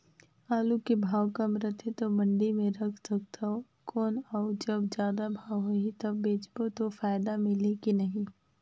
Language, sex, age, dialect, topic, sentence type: Chhattisgarhi, female, 25-30, Northern/Bhandar, agriculture, question